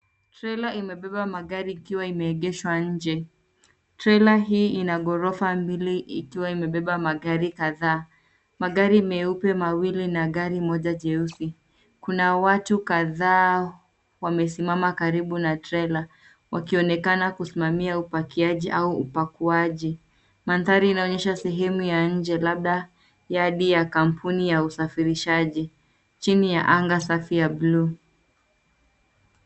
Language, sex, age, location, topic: Swahili, female, 25-35, Nairobi, finance